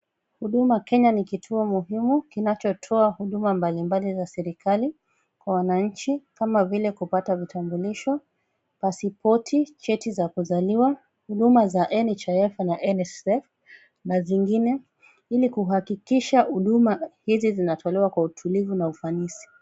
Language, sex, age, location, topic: Swahili, female, 25-35, Kisumu, government